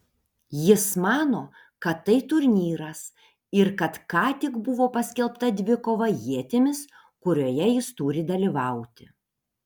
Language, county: Lithuanian, Panevėžys